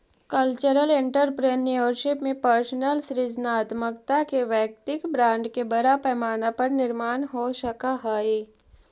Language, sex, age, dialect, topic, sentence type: Magahi, female, 36-40, Central/Standard, banking, statement